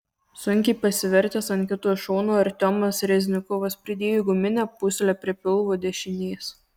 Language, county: Lithuanian, Kaunas